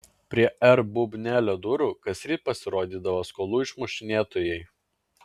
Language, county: Lithuanian, Klaipėda